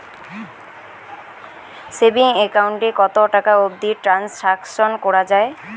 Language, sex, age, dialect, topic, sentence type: Bengali, female, 18-24, Rajbangshi, banking, question